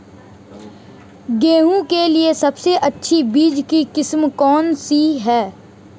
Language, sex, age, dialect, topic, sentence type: Hindi, male, 18-24, Marwari Dhudhari, agriculture, question